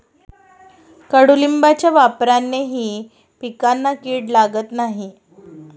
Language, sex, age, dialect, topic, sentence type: Marathi, female, 36-40, Standard Marathi, agriculture, statement